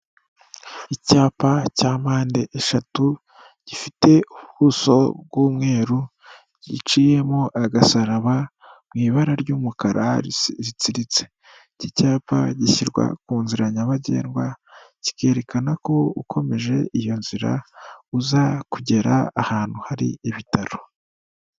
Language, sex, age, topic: Kinyarwanda, female, 36-49, government